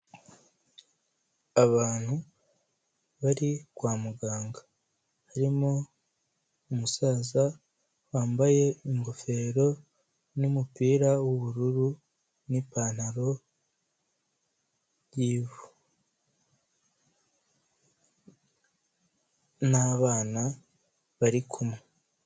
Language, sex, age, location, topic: Kinyarwanda, male, 18-24, Kigali, health